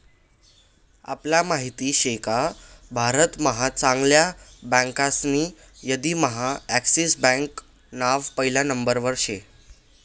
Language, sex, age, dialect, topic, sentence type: Marathi, male, 18-24, Northern Konkan, banking, statement